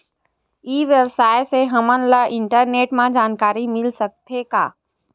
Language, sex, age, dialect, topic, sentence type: Chhattisgarhi, female, 18-24, Western/Budati/Khatahi, agriculture, question